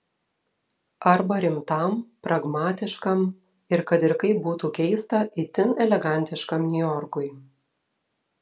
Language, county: Lithuanian, Telšiai